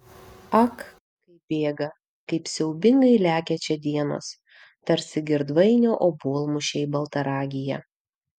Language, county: Lithuanian, Vilnius